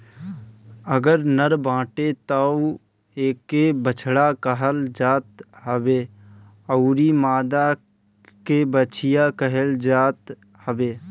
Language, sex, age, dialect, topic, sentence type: Bhojpuri, male, 18-24, Northern, agriculture, statement